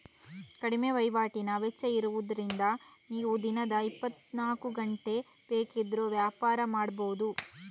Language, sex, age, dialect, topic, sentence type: Kannada, female, 36-40, Coastal/Dakshin, banking, statement